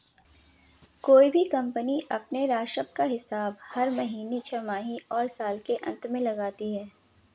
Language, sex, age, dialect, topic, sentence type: Hindi, female, 56-60, Marwari Dhudhari, banking, statement